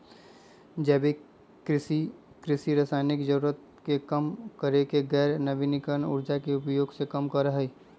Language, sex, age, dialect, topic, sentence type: Magahi, male, 25-30, Western, agriculture, statement